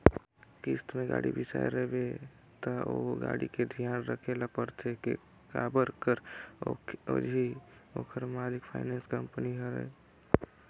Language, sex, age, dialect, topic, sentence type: Chhattisgarhi, male, 18-24, Northern/Bhandar, banking, statement